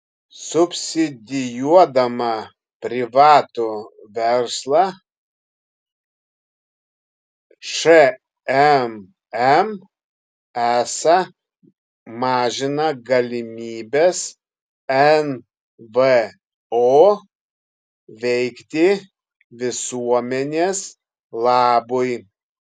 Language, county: Lithuanian, Kaunas